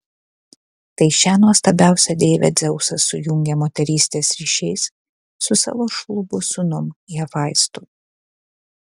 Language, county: Lithuanian, Kaunas